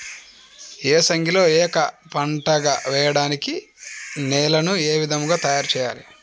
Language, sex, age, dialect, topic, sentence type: Telugu, male, 25-30, Central/Coastal, agriculture, question